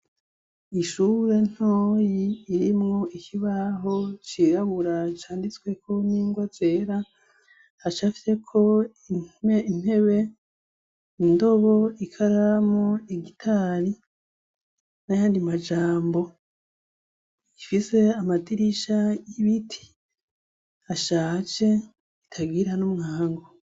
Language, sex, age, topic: Rundi, male, 25-35, education